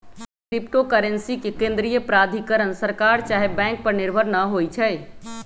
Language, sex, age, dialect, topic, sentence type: Magahi, female, 31-35, Western, banking, statement